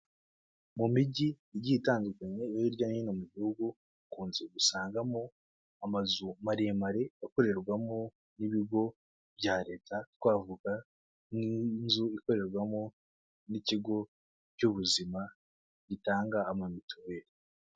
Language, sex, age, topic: Kinyarwanda, male, 25-35, finance